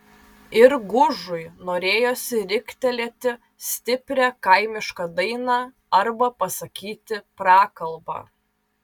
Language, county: Lithuanian, Vilnius